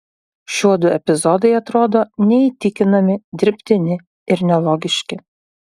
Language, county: Lithuanian, Utena